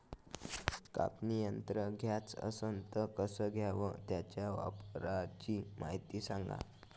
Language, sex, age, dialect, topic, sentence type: Marathi, male, 25-30, Varhadi, agriculture, question